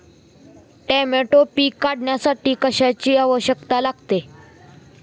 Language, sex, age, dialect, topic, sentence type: Marathi, male, 18-24, Standard Marathi, agriculture, question